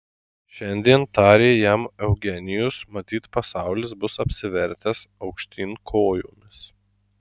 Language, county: Lithuanian, Marijampolė